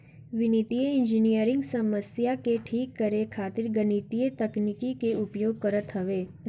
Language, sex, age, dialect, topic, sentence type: Bhojpuri, female, <18, Northern, banking, statement